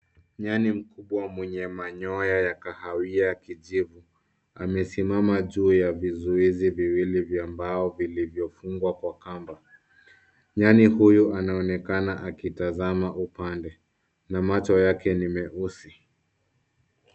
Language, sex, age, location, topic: Swahili, male, 18-24, Nairobi, government